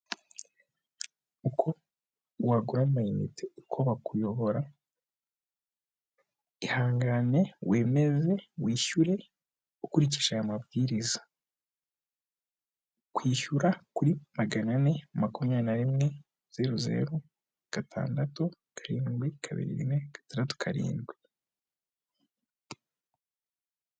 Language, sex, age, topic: Kinyarwanda, male, 18-24, finance